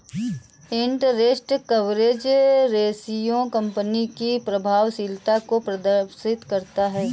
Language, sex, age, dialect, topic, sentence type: Hindi, female, 18-24, Awadhi Bundeli, banking, statement